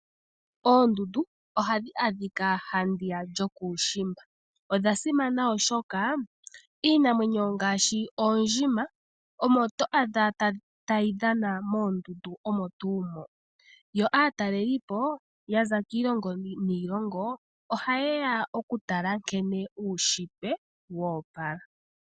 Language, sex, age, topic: Oshiwambo, female, 18-24, agriculture